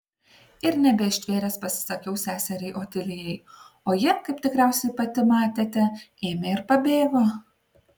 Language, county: Lithuanian, Kaunas